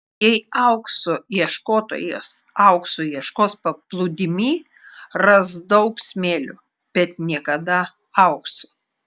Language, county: Lithuanian, Klaipėda